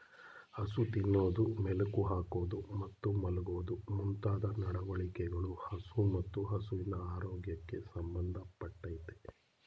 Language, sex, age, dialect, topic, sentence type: Kannada, male, 31-35, Mysore Kannada, agriculture, statement